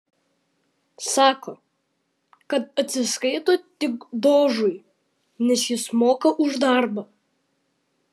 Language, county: Lithuanian, Vilnius